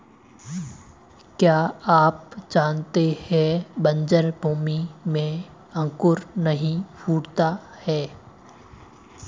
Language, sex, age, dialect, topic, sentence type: Hindi, male, 18-24, Marwari Dhudhari, agriculture, statement